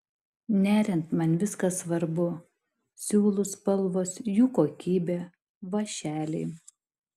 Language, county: Lithuanian, Šiauliai